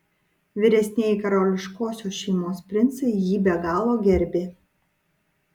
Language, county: Lithuanian, Utena